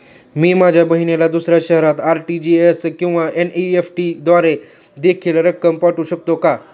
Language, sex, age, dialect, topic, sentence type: Marathi, male, 18-24, Standard Marathi, banking, question